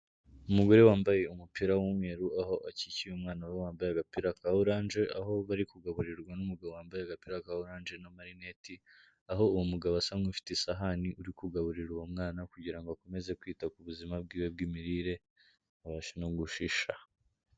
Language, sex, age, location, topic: Kinyarwanda, male, 18-24, Kigali, health